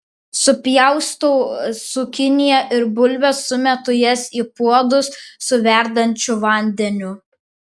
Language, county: Lithuanian, Vilnius